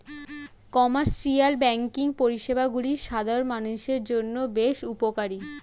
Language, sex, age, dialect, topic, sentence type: Bengali, female, 18-24, Standard Colloquial, banking, statement